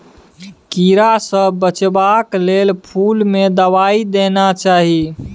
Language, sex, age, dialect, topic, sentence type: Maithili, male, 18-24, Bajjika, agriculture, statement